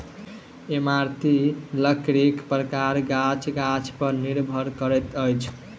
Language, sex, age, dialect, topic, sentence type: Maithili, male, 18-24, Southern/Standard, agriculture, statement